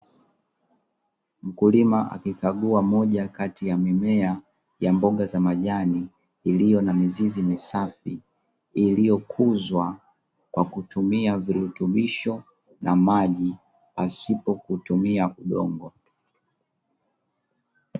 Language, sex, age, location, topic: Swahili, male, 25-35, Dar es Salaam, agriculture